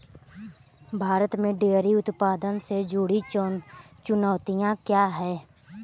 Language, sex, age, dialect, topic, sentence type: Hindi, male, 18-24, Kanauji Braj Bhasha, agriculture, statement